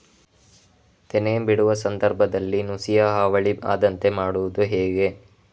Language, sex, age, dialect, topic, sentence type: Kannada, male, 25-30, Coastal/Dakshin, agriculture, question